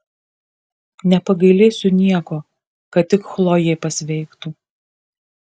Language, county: Lithuanian, Kaunas